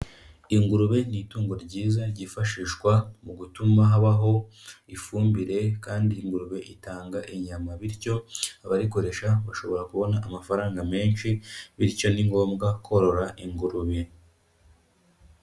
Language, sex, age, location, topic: Kinyarwanda, male, 25-35, Kigali, agriculture